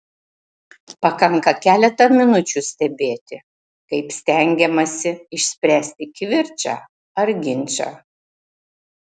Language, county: Lithuanian, Marijampolė